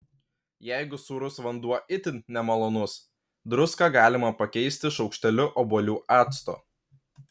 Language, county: Lithuanian, Kaunas